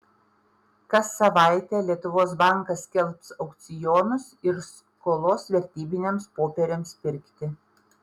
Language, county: Lithuanian, Panevėžys